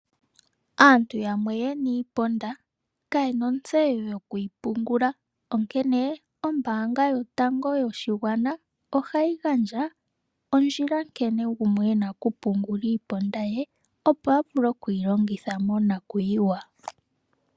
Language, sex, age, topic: Oshiwambo, female, 18-24, finance